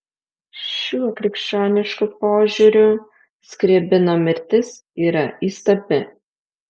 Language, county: Lithuanian, Alytus